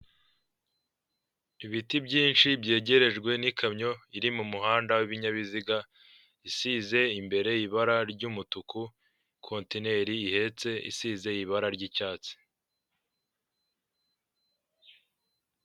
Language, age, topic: Kinyarwanda, 18-24, government